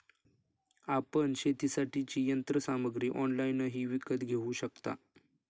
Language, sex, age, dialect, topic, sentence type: Marathi, male, 25-30, Standard Marathi, agriculture, statement